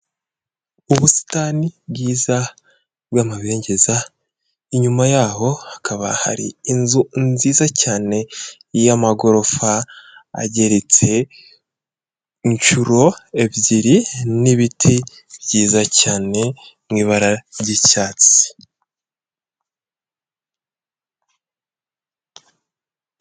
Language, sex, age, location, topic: Kinyarwanda, male, 18-24, Kigali, education